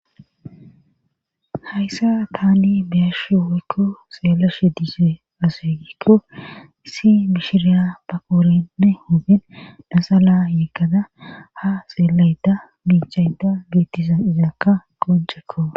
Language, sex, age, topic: Gamo, female, 36-49, government